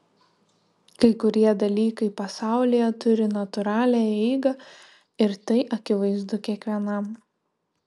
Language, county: Lithuanian, Šiauliai